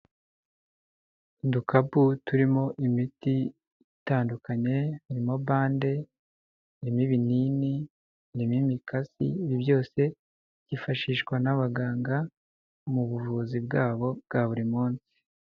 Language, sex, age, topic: Kinyarwanda, male, 25-35, health